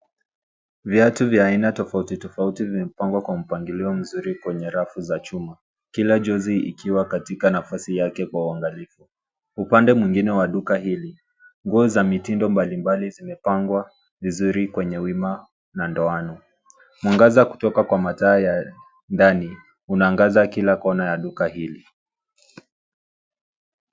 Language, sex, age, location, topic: Swahili, male, 25-35, Nairobi, finance